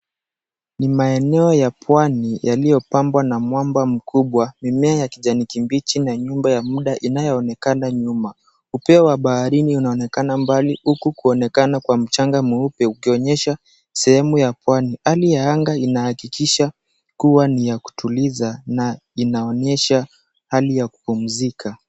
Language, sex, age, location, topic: Swahili, male, 18-24, Mombasa, government